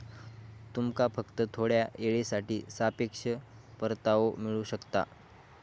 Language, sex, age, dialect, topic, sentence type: Marathi, male, 41-45, Southern Konkan, banking, statement